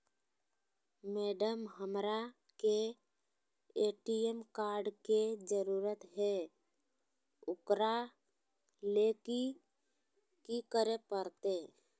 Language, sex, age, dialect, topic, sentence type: Magahi, female, 60-100, Southern, banking, question